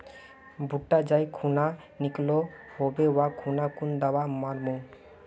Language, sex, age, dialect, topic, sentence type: Magahi, male, 31-35, Northeastern/Surjapuri, agriculture, question